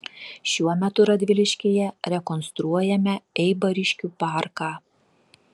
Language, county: Lithuanian, Telšiai